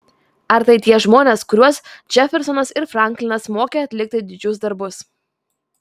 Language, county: Lithuanian, Vilnius